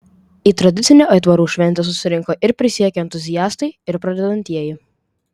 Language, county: Lithuanian, Vilnius